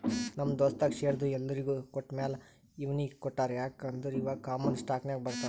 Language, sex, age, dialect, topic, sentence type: Kannada, male, 31-35, Northeastern, banking, statement